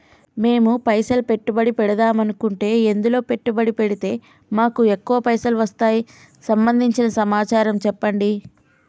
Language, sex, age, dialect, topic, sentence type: Telugu, female, 25-30, Telangana, banking, question